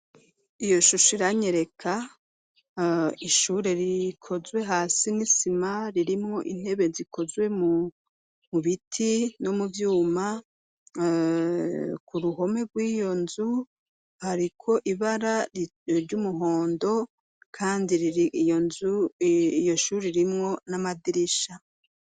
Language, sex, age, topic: Rundi, female, 36-49, education